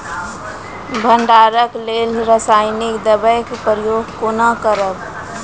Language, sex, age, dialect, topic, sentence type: Maithili, female, 36-40, Angika, agriculture, question